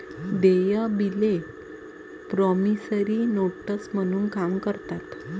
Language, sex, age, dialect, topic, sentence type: Marathi, female, 25-30, Varhadi, banking, statement